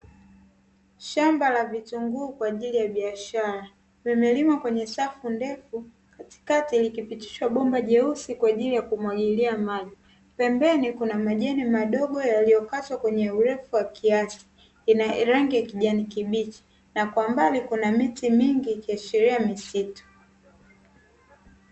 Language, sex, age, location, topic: Swahili, female, 18-24, Dar es Salaam, agriculture